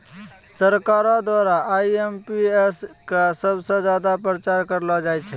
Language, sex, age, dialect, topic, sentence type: Maithili, male, 25-30, Angika, banking, statement